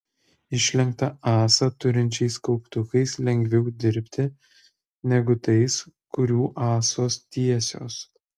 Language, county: Lithuanian, Kaunas